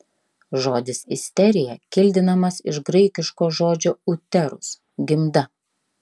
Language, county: Lithuanian, Klaipėda